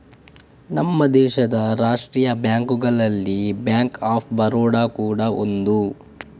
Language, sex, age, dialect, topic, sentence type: Kannada, male, 18-24, Coastal/Dakshin, banking, statement